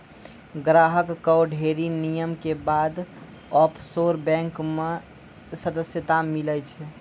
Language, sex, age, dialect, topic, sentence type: Maithili, male, 18-24, Angika, banking, statement